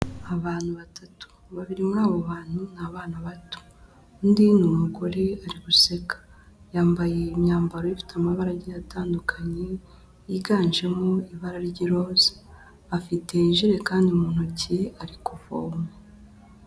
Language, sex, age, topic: Kinyarwanda, female, 18-24, health